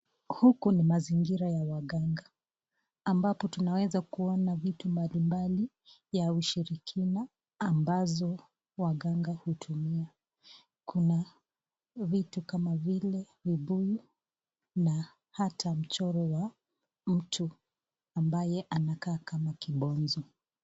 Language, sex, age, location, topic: Swahili, female, 25-35, Nakuru, health